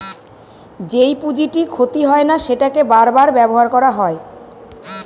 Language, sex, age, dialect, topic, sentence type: Bengali, female, 41-45, Northern/Varendri, banking, statement